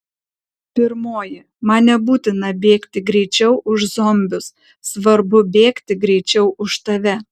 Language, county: Lithuanian, Kaunas